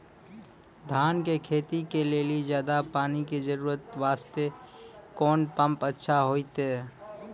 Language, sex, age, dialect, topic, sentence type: Maithili, male, 56-60, Angika, agriculture, question